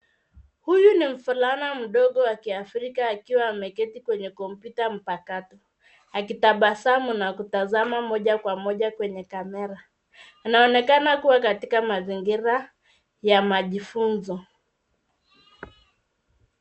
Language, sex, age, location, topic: Swahili, female, 25-35, Nairobi, education